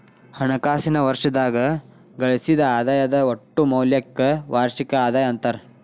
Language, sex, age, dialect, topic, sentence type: Kannada, male, 18-24, Dharwad Kannada, banking, statement